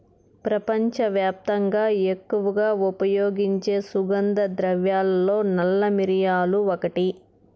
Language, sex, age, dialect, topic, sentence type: Telugu, male, 18-24, Southern, agriculture, statement